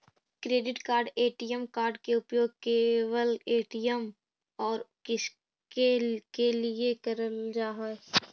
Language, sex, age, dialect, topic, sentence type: Magahi, female, 18-24, Central/Standard, banking, question